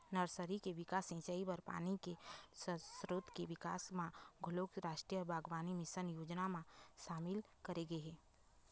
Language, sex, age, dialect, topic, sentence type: Chhattisgarhi, female, 18-24, Eastern, agriculture, statement